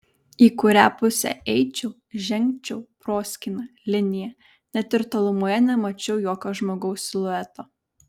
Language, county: Lithuanian, Vilnius